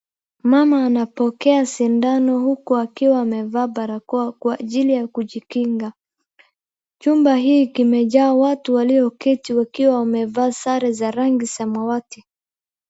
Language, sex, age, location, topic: Swahili, female, 18-24, Wajir, health